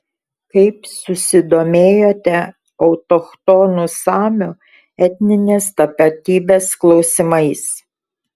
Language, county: Lithuanian, Šiauliai